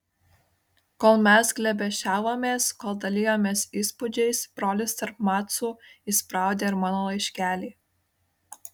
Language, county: Lithuanian, Kaunas